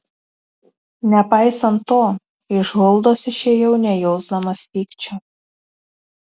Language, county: Lithuanian, Tauragė